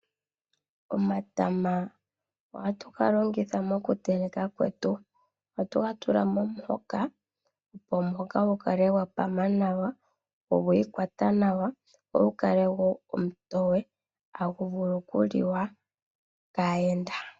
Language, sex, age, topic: Oshiwambo, female, 25-35, agriculture